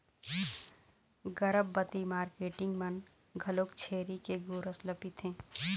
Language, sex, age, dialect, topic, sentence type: Chhattisgarhi, female, 31-35, Eastern, agriculture, statement